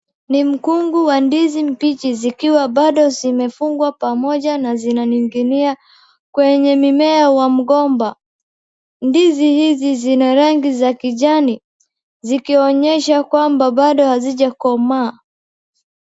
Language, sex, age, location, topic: Swahili, female, 18-24, Wajir, agriculture